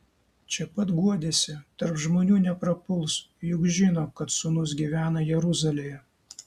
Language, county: Lithuanian, Kaunas